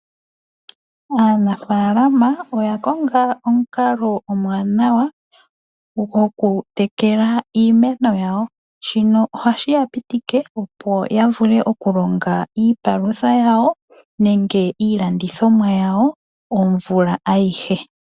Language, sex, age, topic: Oshiwambo, female, 25-35, agriculture